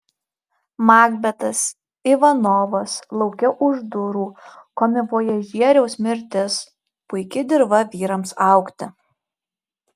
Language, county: Lithuanian, Marijampolė